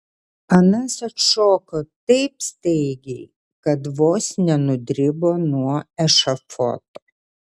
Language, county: Lithuanian, Kaunas